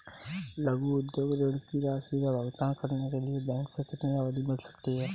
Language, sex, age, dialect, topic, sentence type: Hindi, male, 18-24, Kanauji Braj Bhasha, banking, question